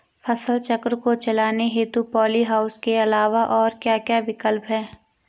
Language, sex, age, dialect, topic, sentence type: Hindi, female, 18-24, Garhwali, agriculture, question